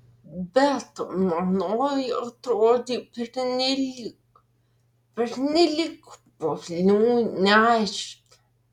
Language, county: Lithuanian, Vilnius